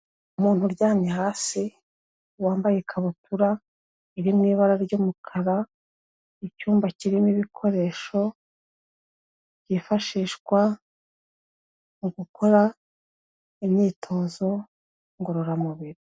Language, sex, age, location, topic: Kinyarwanda, female, 36-49, Kigali, health